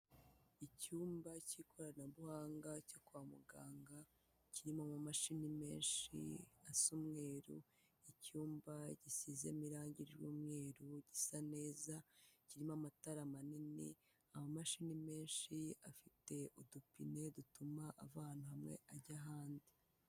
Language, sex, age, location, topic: Kinyarwanda, female, 18-24, Kigali, health